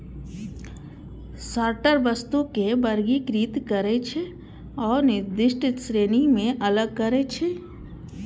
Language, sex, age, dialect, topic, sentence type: Maithili, female, 31-35, Eastern / Thethi, agriculture, statement